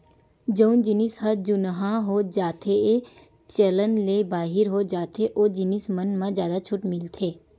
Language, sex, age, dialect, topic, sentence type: Chhattisgarhi, female, 18-24, Western/Budati/Khatahi, banking, statement